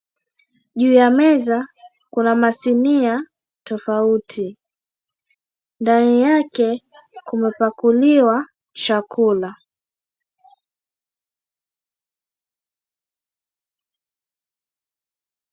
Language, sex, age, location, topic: Swahili, female, 36-49, Mombasa, agriculture